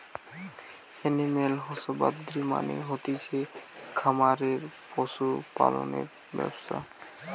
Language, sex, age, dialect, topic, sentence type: Bengali, male, 18-24, Western, agriculture, statement